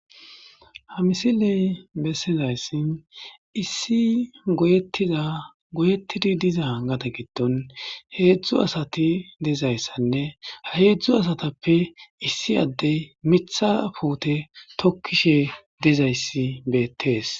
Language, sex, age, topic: Gamo, male, 25-35, agriculture